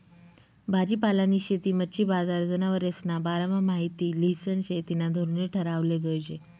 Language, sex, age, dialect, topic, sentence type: Marathi, female, 25-30, Northern Konkan, agriculture, statement